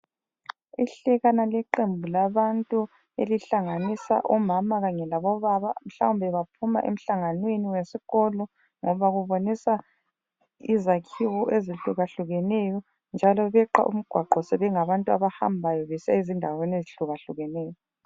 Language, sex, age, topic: North Ndebele, female, 25-35, education